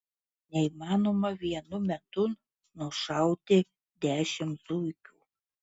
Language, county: Lithuanian, Marijampolė